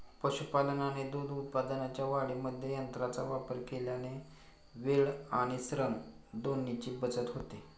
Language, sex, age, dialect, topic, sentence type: Marathi, male, 46-50, Standard Marathi, agriculture, statement